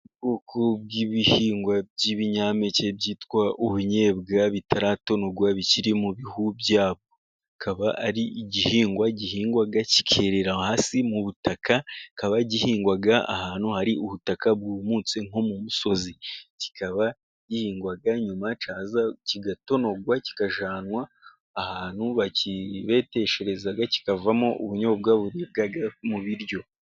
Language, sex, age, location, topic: Kinyarwanda, male, 18-24, Musanze, agriculture